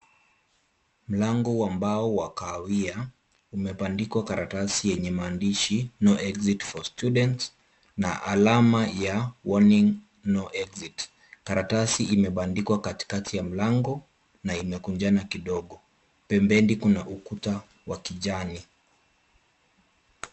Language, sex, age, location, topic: Swahili, male, 25-35, Kisumu, education